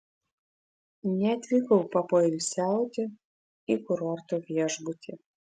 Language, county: Lithuanian, Vilnius